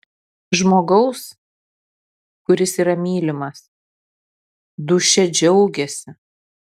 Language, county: Lithuanian, Kaunas